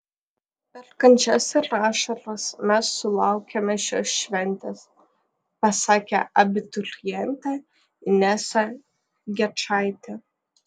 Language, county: Lithuanian, Vilnius